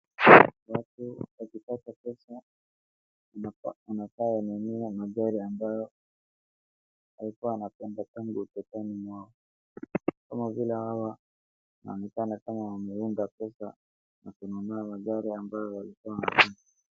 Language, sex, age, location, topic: Swahili, male, 25-35, Wajir, finance